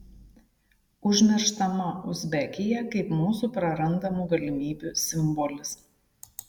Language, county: Lithuanian, Šiauliai